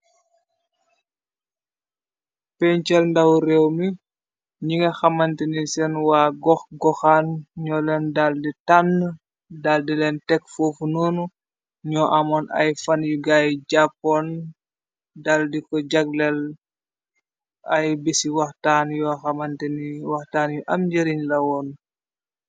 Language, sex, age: Wolof, male, 25-35